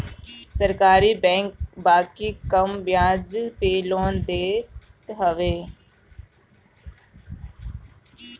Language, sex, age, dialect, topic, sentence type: Bhojpuri, male, 31-35, Northern, banking, statement